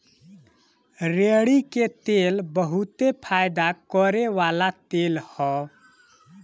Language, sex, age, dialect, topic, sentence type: Bhojpuri, male, 18-24, Northern, agriculture, statement